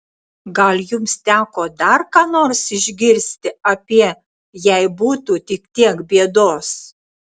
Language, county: Lithuanian, Tauragė